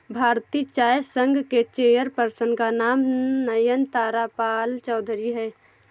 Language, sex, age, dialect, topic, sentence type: Hindi, female, 18-24, Awadhi Bundeli, agriculture, statement